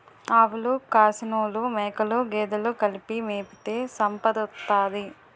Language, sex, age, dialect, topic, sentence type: Telugu, female, 18-24, Utterandhra, agriculture, statement